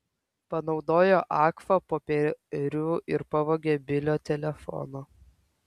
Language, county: Lithuanian, Kaunas